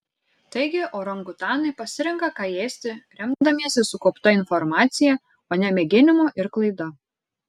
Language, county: Lithuanian, Šiauliai